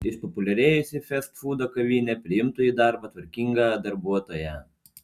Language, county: Lithuanian, Panevėžys